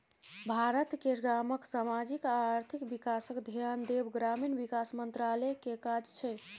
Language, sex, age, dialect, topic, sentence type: Maithili, female, 25-30, Bajjika, agriculture, statement